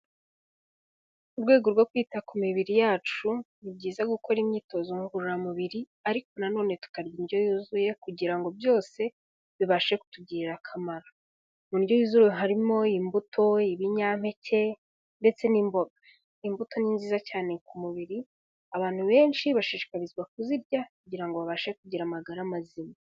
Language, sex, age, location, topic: Kinyarwanda, female, 18-24, Kigali, health